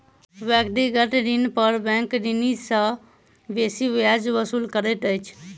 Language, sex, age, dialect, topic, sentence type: Maithili, male, 18-24, Southern/Standard, banking, statement